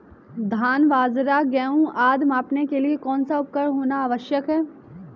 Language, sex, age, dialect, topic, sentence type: Hindi, female, 18-24, Kanauji Braj Bhasha, agriculture, question